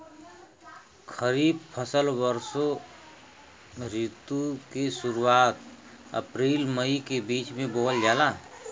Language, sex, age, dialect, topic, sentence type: Bhojpuri, male, 41-45, Western, agriculture, statement